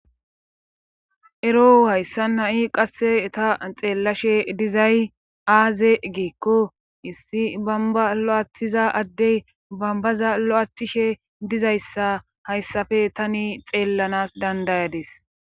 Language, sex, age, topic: Gamo, female, 25-35, government